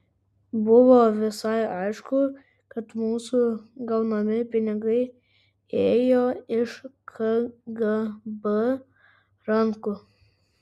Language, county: Lithuanian, Kaunas